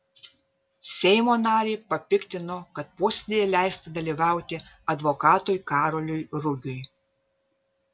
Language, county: Lithuanian, Vilnius